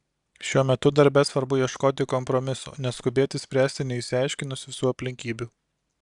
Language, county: Lithuanian, Alytus